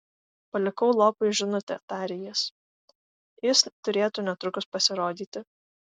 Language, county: Lithuanian, Vilnius